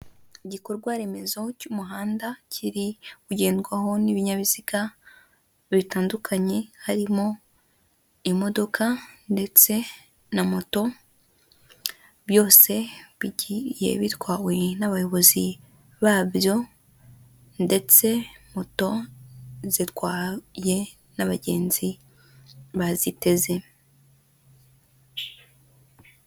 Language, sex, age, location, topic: Kinyarwanda, female, 18-24, Kigali, government